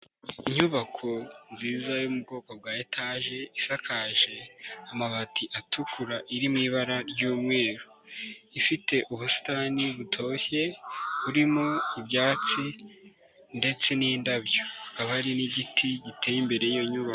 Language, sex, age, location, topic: Kinyarwanda, male, 18-24, Nyagatare, education